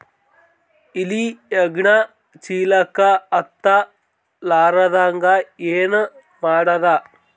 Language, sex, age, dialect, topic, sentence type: Kannada, male, 18-24, Northeastern, agriculture, question